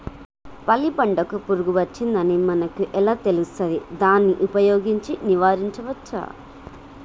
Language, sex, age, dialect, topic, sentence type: Telugu, female, 18-24, Telangana, agriculture, question